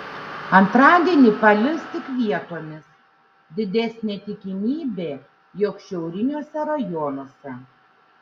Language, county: Lithuanian, Šiauliai